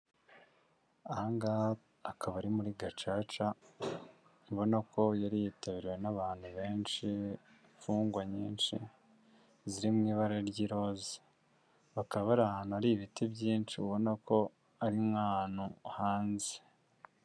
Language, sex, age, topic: Kinyarwanda, male, 25-35, government